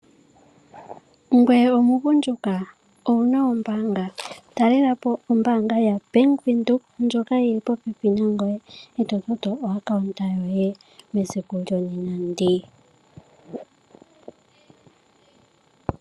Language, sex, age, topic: Oshiwambo, female, 18-24, finance